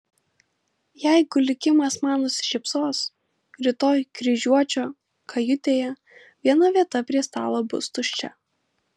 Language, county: Lithuanian, Kaunas